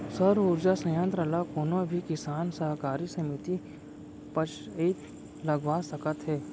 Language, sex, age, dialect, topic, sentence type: Chhattisgarhi, male, 41-45, Central, agriculture, statement